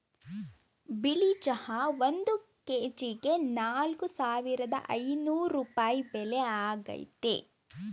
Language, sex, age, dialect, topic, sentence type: Kannada, female, 18-24, Mysore Kannada, agriculture, statement